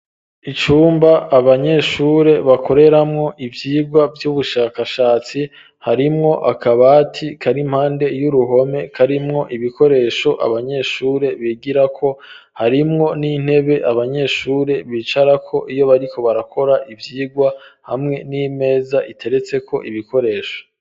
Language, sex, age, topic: Rundi, male, 25-35, education